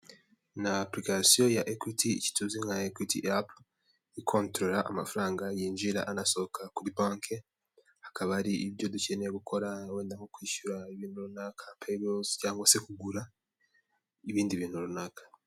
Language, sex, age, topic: Kinyarwanda, male, 18-24, finance